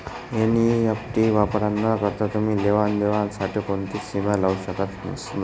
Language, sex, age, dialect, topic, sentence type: Marathi, male, 25-30, Northern Konkan, banking, statement